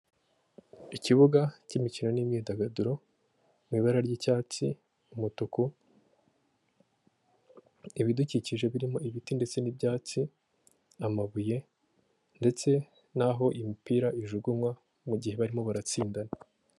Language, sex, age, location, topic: Kinyarwanda, female, 25-35, Kigali, government